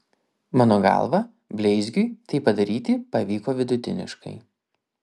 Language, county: Lithuanian, Vilnius